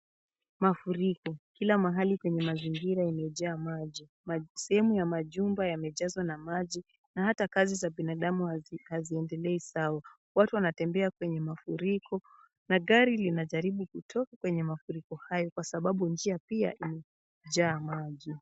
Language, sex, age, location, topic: Swahili, female, 18-24, Kisumu, health